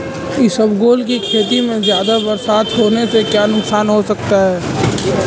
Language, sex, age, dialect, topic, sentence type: Hindi, male, 18-24, Marwari Dhudhari, agriculture, question